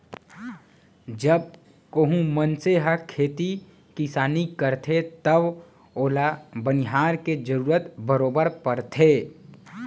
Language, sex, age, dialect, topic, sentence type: Chhattisgarhi, male, 18-24, Central, agriculture, statement